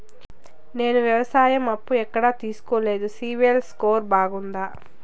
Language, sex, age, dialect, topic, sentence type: Telugu, female, 31-35, Southern, banking, question